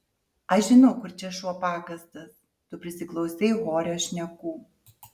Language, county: Lithuanian, Utena